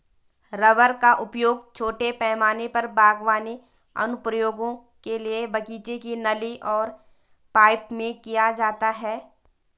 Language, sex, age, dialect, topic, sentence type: Hindi, female, 18-24, Garhwali, agriculture, statement